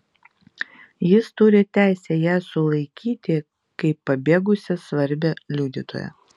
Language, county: Lithuanian, Vilnius